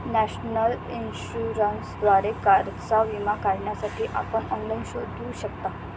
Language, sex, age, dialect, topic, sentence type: Marathi, male, 18-24, Standard Marathi, banking, statement